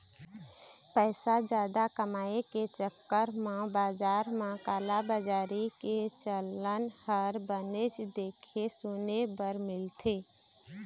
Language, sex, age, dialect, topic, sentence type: Chhattisgarhi, female, 25-30, Eastern, banking, statement